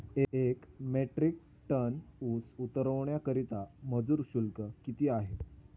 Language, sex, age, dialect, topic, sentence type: Marathi, male, 18-24, Standard Marathi, agriculture, question